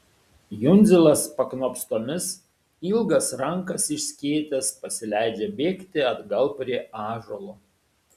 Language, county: Lithuanian, Šiauliai